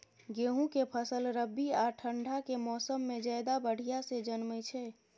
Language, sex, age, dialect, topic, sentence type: Maithili, female, 51-55, Bajjika, agriculture, question